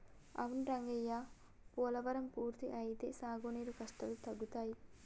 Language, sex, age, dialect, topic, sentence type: Telugu, female, 18-24, Telangana, agriculture, statement